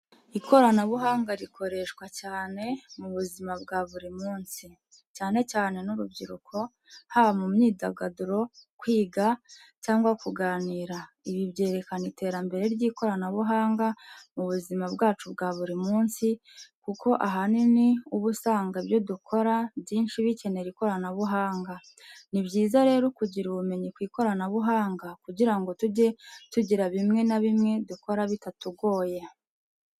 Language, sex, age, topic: Kinyarwanda, female, 25-35, education